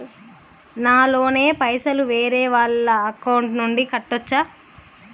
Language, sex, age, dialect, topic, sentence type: Telugu, female, 31-35, Telangana, banking, question